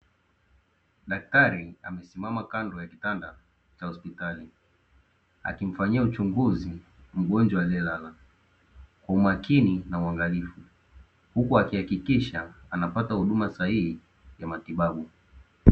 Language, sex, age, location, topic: Swahili, male, 18-24, Dar es Salaam, health